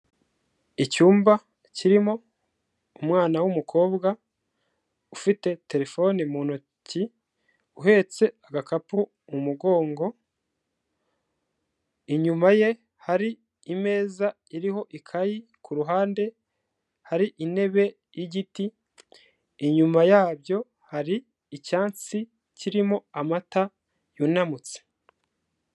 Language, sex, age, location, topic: Kinyarwanda, male, 25-35, Kigali, finance